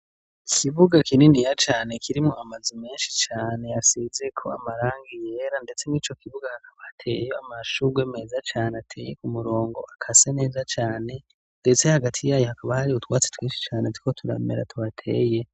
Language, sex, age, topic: Rundi, male, 18-24, education